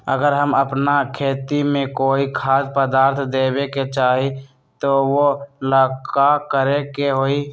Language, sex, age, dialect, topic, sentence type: Magahi, male, 18-24, Western, agriculture, question